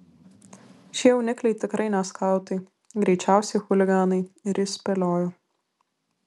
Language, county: Lithuanian, Vilnius